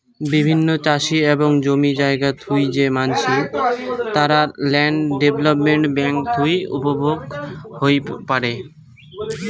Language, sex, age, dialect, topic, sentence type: Bengali, male, 18-24, Rajbangshi, banking, statement